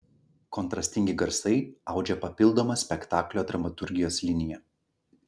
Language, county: Lithuanian, Klaipėda